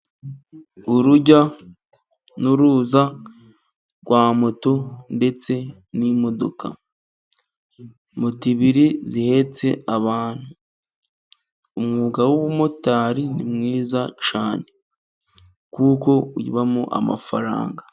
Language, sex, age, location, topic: Kinyarwanda, male, 25-35, Musanze, government